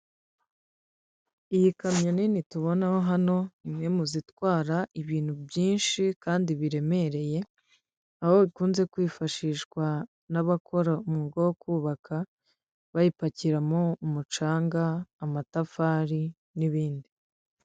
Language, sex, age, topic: Kinyarwanda, female, 25-35, government